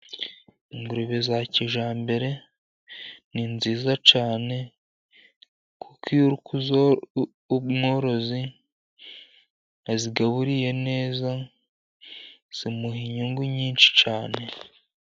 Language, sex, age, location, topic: Kinyarwanda, male, 50+, Musanze, agriculture